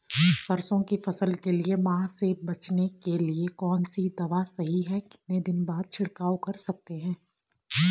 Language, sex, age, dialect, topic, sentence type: Hindi, female, 25-30, Garhwali, agriculture, question